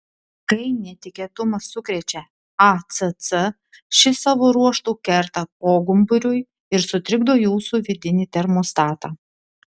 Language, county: Lithuanian, Telšiai